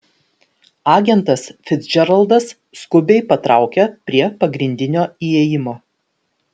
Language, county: Lithuanian, Vilnius